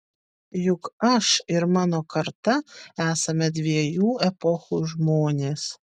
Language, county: Lithuanian, Vilnius